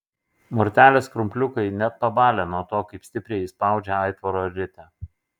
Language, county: Lithuanian, Šiauliai